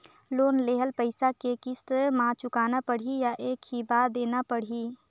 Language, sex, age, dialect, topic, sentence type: Chhattisgarhi, female, 18-24, Northern/Bhandar, banking, question